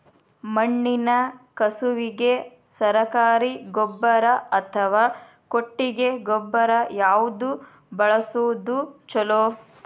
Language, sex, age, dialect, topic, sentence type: Kannada, female, 31-35, Dharwad Kannada, agriculture, question